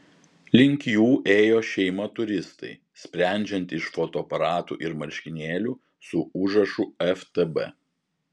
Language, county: Lithuanian, Vilnius